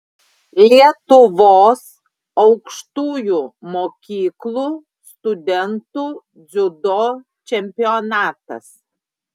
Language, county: Lithuanian, Klaipėda